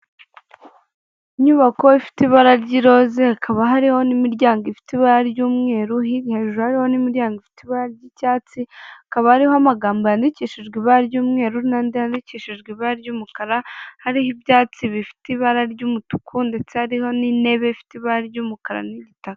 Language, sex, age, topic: Kinyarwanda, male, 25-35, government